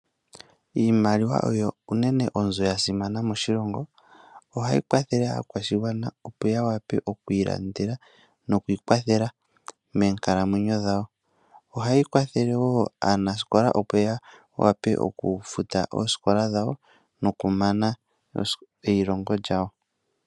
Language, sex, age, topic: Oshiwambo, male, 25-35, finance